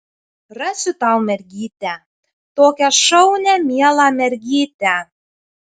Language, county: Lithuanian, Marijampolė